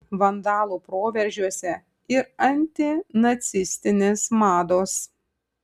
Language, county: Lithuanian, Panevėžys